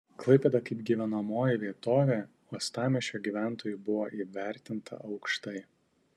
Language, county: Lithuanian, Tauragė